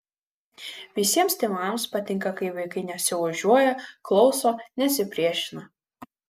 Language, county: Lithuanian, Kaunas